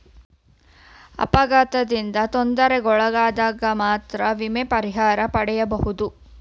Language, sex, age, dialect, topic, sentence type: Kannada, female, 25-30, Mysore Kannada, banking, statement